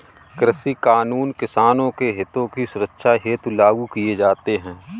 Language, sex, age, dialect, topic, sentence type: Hindi, male, 31-35, Awadhi Bundeli, agriculture, statement